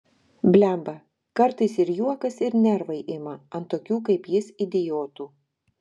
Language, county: Lithuanian, Telšiai